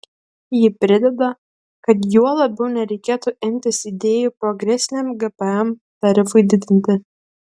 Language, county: Lithuanian, Klaipėda